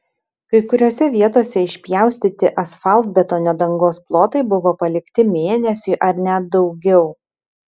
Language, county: Lithuanian, Kaunas